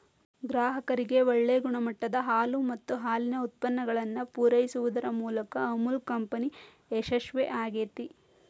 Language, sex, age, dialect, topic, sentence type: Kannada, female, 36-40, Dharwad Kannada, agriculture, statement